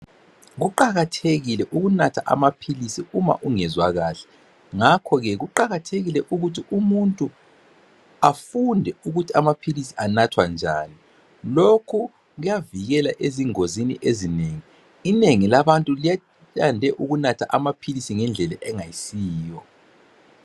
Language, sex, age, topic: North Ndebele, male, 36-49, health